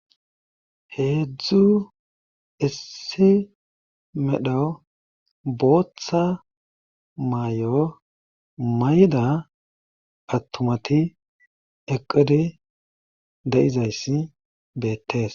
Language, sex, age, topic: Gamo, male, 25-35, government